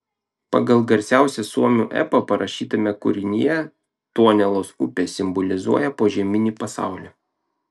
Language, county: Lithuanian, Klaipėda